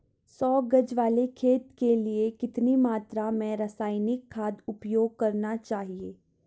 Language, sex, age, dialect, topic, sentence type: Hindi, female, 41-45, Garhwali, agriculture, question